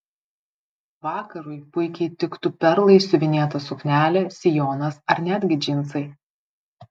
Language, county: Lithuanian, Vilnius